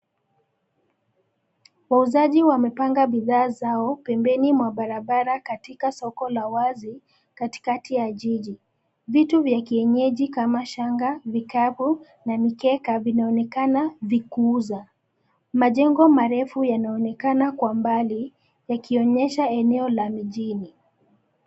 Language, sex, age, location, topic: Swahili, female, 25-35, Nairobi, finance